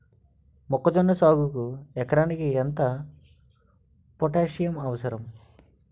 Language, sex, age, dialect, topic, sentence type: Telugu, male, 18-24, Utterandhra, agriculture, question